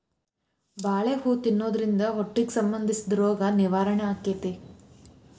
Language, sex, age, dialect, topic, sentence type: Kannada, female, 18-24, Dharwad Kannada, agriculture, statement